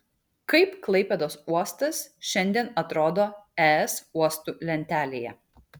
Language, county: Lithuanian, Kaunas